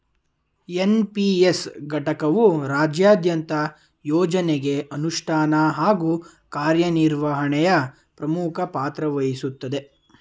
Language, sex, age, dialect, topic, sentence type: Kannada, male, 18-24, Mysore Kannada, banking, statement